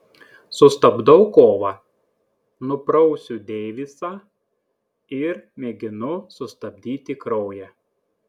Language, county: Lithuanian, Klaipėda